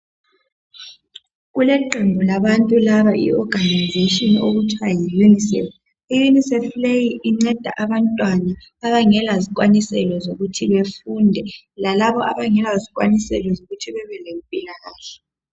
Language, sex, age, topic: North Ndebele, female, 18-24, health